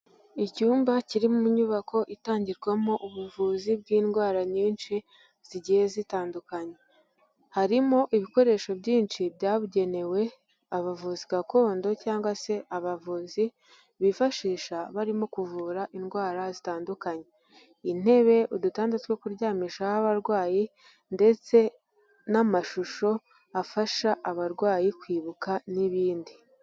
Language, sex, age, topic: Kinyarwanda, female, 18-24, health